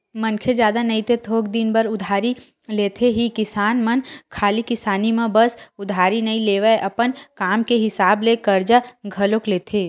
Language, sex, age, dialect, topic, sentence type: Chhattisgarhi, female, 25-30, Western/Budati/Khatahi, banking, statement